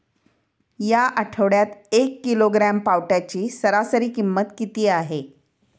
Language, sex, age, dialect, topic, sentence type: Marathi, female, 51-55, Standard Marathi, agriculture, question